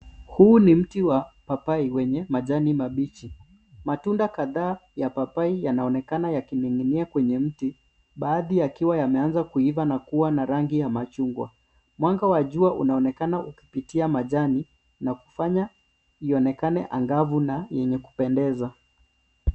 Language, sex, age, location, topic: Swahili, male, 25-35, Nairobi, health